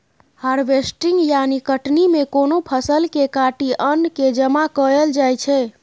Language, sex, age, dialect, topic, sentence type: Maithili, female, 25-30, Bajjika, agriculture, statement